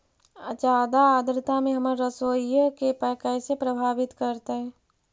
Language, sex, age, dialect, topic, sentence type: Magahi, female, 51-55, Central/Standard, agriculture, question